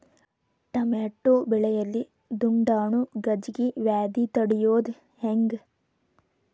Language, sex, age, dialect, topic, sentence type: Kannada, female, 18-24, Dharwad Kannada, agriculture, question